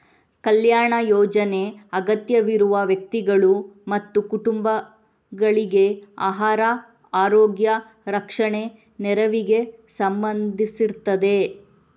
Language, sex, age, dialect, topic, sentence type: Kannada, female, 18-24, Coastal/Dakshin, banking, statement